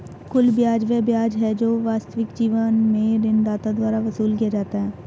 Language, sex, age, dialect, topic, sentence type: Hindi, female, 18-24, Marwari Dhudhari, banking, statement